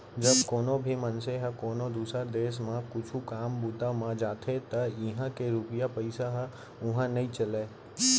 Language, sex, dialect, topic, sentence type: Chhattisgarhi, male, Central, banking, statement